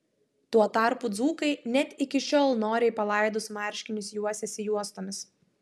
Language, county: Lithuanian, Klaipėda